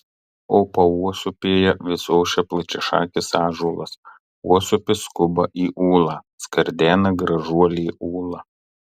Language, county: Lithuanian, Marijampolė